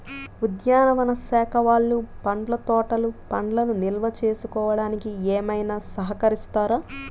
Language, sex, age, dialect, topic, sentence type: Telugu, female, 25-30, Central/Coastal, agriculture, question